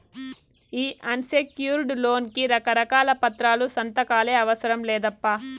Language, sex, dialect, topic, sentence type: Telugu, female, Southern, banking, statement